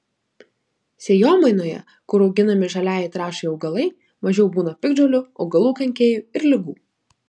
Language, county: Lithuanian, Klaipėda